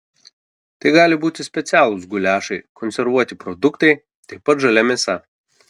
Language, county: Lithuanian, Kaunas